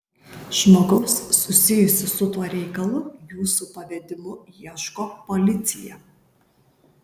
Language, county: Lithuanian, Kaunas